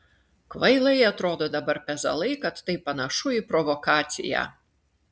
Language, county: Lithuanian, Klaipėda